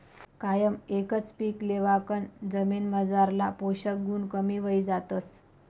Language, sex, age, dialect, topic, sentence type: Marathi, female, 25-30, Northern Konkan, agriculture, statement